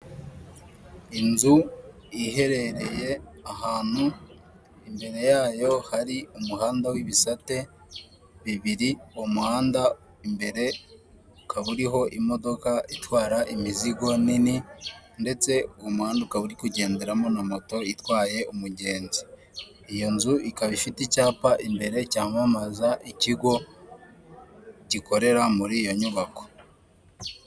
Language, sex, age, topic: Kinyarwanda, male, 18-24, government